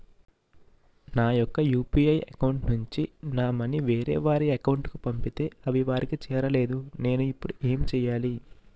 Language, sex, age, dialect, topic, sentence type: Telugu, male, 41-45, Utterandhra, banking, question